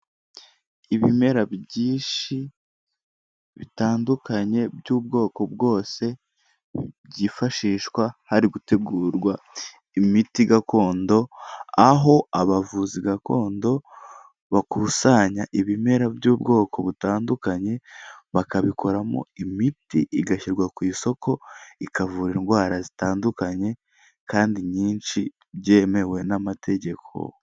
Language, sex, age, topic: Kinyarwanda, male, 18-24, health